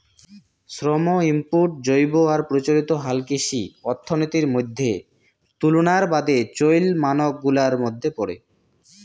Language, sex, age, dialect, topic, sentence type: Bengali, male, 18-24, Rajbangshi, agriculture, statement